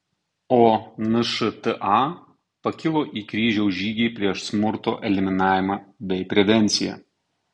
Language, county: Lithuanian, Tauragė